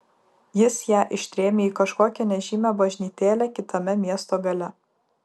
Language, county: Lithuanian, Vilnius